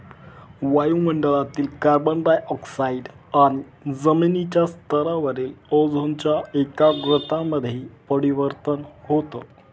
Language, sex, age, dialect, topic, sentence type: Marathi, male, 25-30, Northern Konkan, agriculture, statement